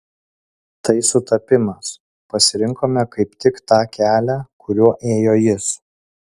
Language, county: Lithuanian, Utena